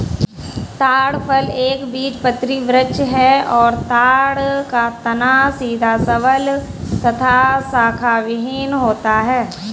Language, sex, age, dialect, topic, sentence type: Hindi, female, 18-24, Kanauji Braj Bhasha, agriculture, statement